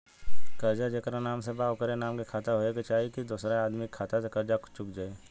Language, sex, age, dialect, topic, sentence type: Bhojpuri, male, 18-24, Southern / Standard, banking, question